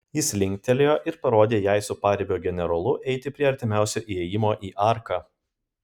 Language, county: Lithuanian, Kaunas